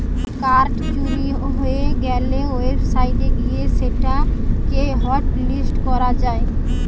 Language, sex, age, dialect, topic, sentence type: Bengali, female, 18-24, Western, banking, statement